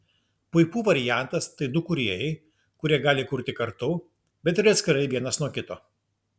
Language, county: Lithuanian, Klaipėda